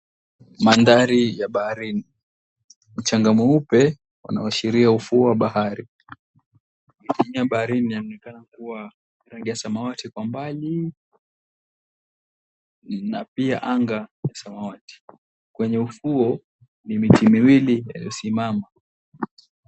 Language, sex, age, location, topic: Swahili, male, 18-24, Mombasa, government